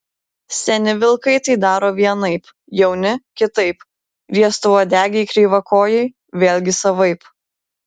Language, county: Lithuanian, Vilnius